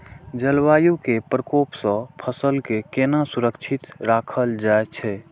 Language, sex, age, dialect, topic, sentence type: Maithili, male, 60-100, Eastern / Thethi, agriculture, question